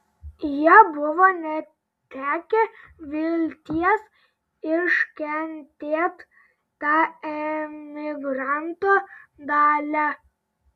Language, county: Lithuanian, Telšiai